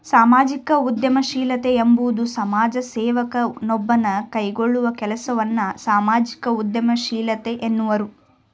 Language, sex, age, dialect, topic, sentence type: Kannada, female, 18-24, Mysore Kannada, banking, statement